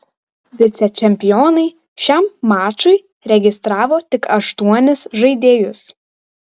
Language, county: Lithuanian, Vilnius